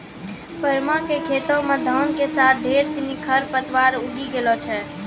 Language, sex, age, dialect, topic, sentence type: Maithili, female, 18-24, Angika, agriculture, statement